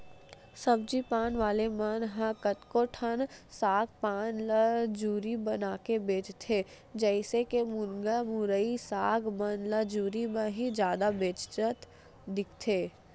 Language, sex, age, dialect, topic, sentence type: Chhattisgarhi, female, 18-24, Western/Budati/Khatahi, agriculture, statement